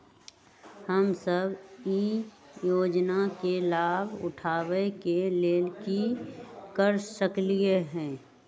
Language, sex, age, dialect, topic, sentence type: Magahi, female, 31-35, Western, banking, question